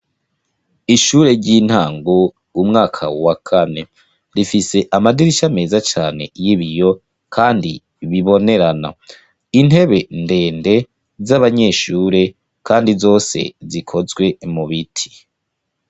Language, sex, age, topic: Rundi, male, 25-35, education